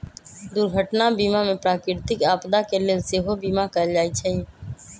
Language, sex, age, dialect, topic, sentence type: Magahi, female, 18-24, Western, banking, statement